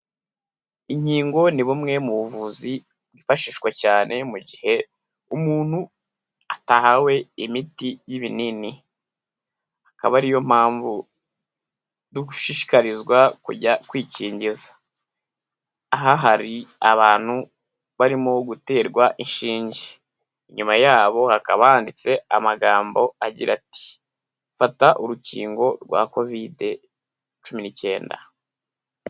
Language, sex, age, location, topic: Kinyarwanda, male, 18-24, Huye, health